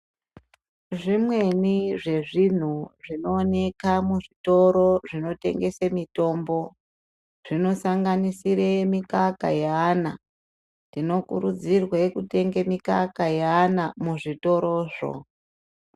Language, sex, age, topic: Ndau, female, 36-49, health